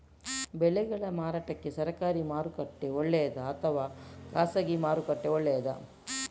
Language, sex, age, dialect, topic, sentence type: Kannada, female, 60-100, Coastal/Dakshin, agriculture, question